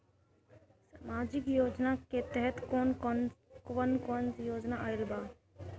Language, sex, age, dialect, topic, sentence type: Bhojpuri, female, 18-24, Northern, banking, question